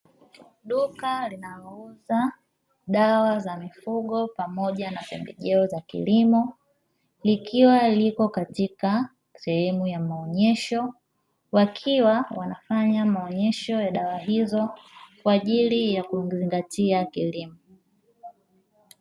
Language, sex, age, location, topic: Swahili, male, 18-24, Dar es Salaam, agriculture